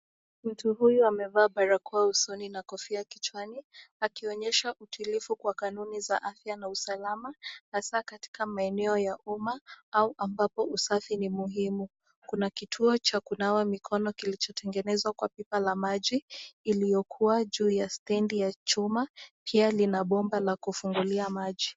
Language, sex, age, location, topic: Swahili, female, 18-24, Nakuru, health